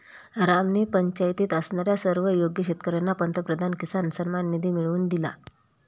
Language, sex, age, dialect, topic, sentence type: Marathi, female, 31-35, Standard Marathi, agriculture, statement